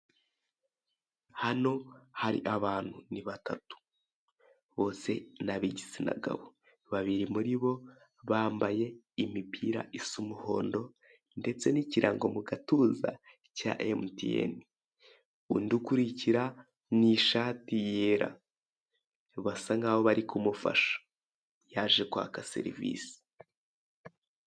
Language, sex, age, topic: Kinyarwanda, male, 18-24, finance